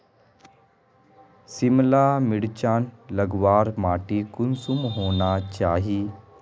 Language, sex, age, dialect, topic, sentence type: Magahi, male, 18-24, Northeastern/Surjapuri, agriculture, question